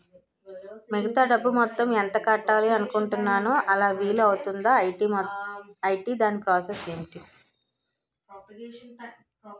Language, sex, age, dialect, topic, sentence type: Telugu, female, 18-24, Utterandhra, banking, question